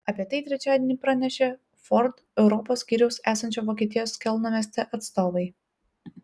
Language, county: Lithuanian, Telšiai